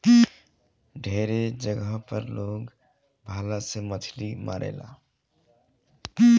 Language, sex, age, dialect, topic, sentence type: Bhojpuri, male, 25-30, Southern / Standard, agriculture, statement